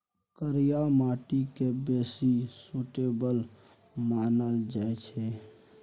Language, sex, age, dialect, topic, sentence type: Maithili, male, 56-60, Bajjika, agriculture, statement